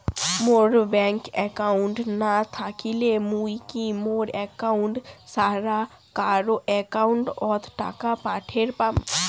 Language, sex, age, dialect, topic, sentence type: Bengali, female, <18, Rajbangshi, banking, question